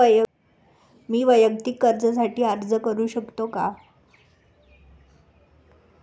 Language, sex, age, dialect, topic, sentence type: Marathi, female, 25-30, Standard Marathi, banking, question